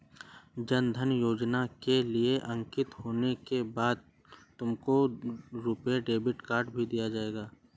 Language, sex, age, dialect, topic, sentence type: Hindi, male, 18-24, Awadhi Bundeli, banking, statement